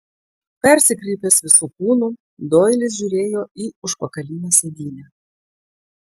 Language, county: Lithuanian, Klaipėda